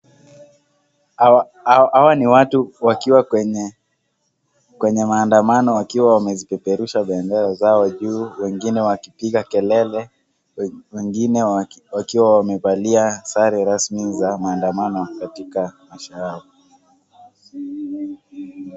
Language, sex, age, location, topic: Swahili, male, 18-24, Kisii, government